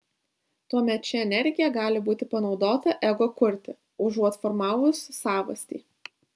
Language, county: Lithuanian, Šiauliai